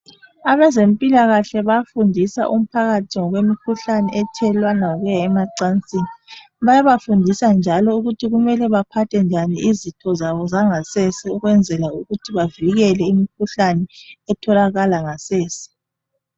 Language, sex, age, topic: North Ndebele, female, 25-35, health